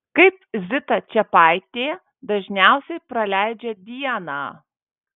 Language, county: Lithuanian, Vilnius